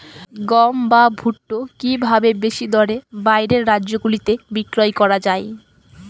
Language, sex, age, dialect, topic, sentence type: Bengali, female, 18-24, Northern/Varendri, agriculture, question